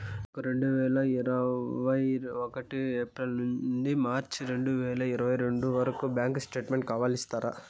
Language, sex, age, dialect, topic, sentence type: Telugu, male, 18-24, Southern, banking, question